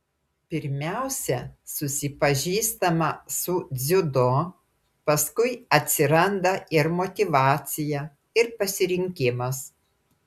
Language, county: Lithuanian, Klaipėda